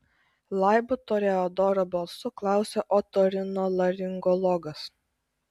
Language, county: Lithuanian, Klaipėda